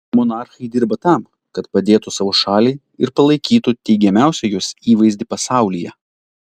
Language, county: Lithuanian, Telšiai